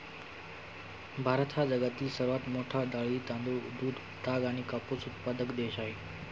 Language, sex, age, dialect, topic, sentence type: Marathi, male, 25-30, Standard Marathi, agriculture, statement